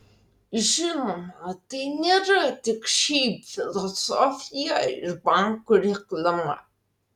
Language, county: Lithuanian, Vilnius